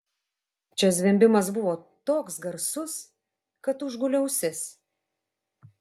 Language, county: Lithuanian, Vilnius